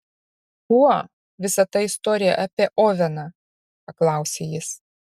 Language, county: Lithuanian, Šiauliai